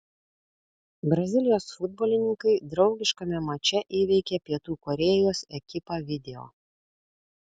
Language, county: Lithuanian, Vilnius